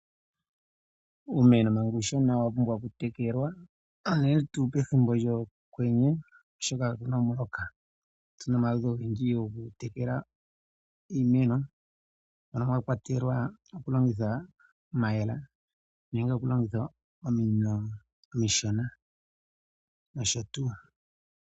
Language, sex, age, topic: Oshiwambo, male, 36-49, agriculture